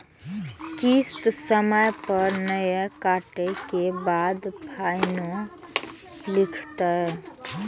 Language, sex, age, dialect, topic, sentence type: Maithili, female, 18-24, Eastern / Thethi, banking, question